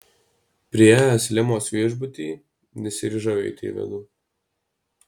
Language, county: Lithuanian, Alytus